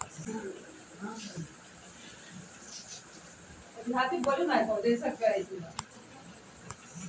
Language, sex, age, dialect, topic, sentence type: Bhojpuri, male, 51-55, Northern, banking, statement